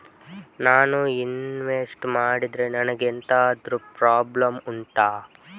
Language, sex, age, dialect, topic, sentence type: Kannada, male, 25-30, Coastal/Dakshin, banking, question